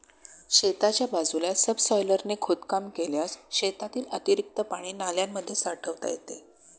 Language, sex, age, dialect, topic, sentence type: Marathi, female, 56-60, Standard Marathi, agriculture, statement